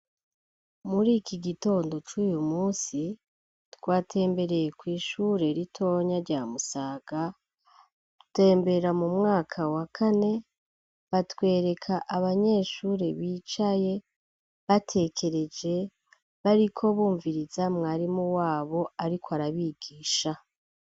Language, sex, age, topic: Rundi, female, 36-49, education